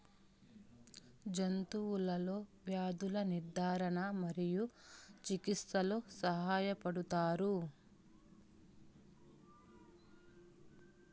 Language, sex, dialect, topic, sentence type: Telugu, female, Southern, agriculture, statement